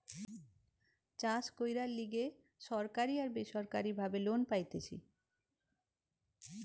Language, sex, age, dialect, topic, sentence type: Bengali, female, 36-40, Western, agriculture, statement